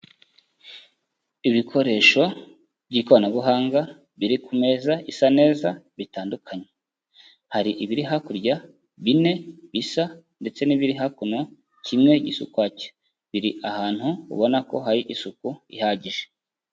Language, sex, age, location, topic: Kinyarwanda, male, 25-35, Kigali, health